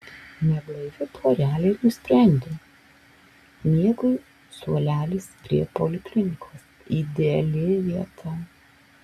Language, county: Lithuanian, Alytus